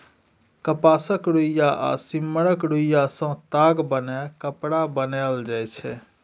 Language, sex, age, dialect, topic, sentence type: Maithili, male, 31-35, Bajjika, agriculture, statement